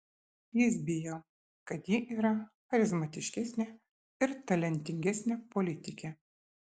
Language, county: Lithuanian, Šiauliai